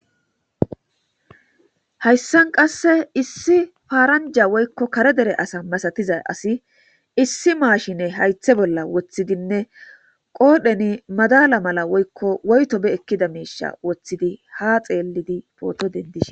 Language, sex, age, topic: Gamo, female, 25-35, government